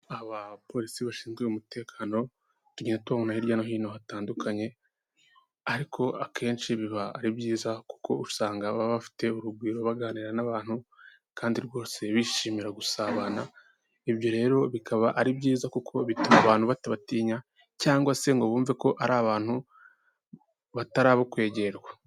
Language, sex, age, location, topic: Kinyarwanda, male, 18-24, Kigali, government